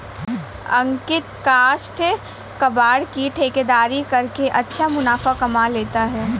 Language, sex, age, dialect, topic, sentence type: Hindi, female, 18-24, Awadhi Bundeli, agriculture, statement